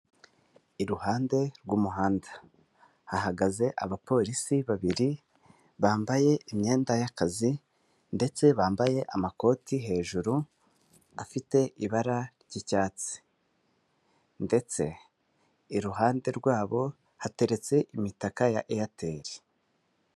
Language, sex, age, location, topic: Kinyarwanda, male, 25-35, Kigali, government